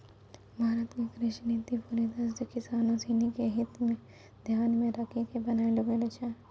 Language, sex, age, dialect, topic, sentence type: Maithili, female, 60-100, Angika, agriculture, statement